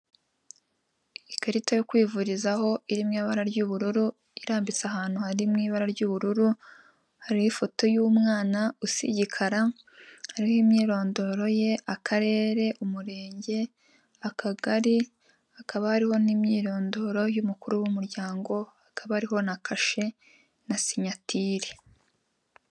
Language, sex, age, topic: Kinyarwanda, female, 18-24, finance